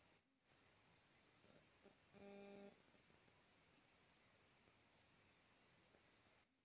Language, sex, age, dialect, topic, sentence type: Bhojpuri, male, 18-24, Western, banking, statement